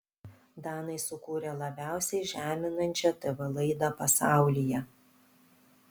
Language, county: Lithuanian, Panevėžys